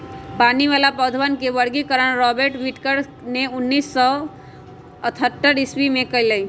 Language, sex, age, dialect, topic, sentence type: Magahi, female, 25-30, Western, agriculture, statement